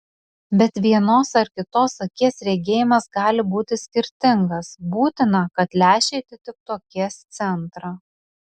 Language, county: Lithuanian, Vilnius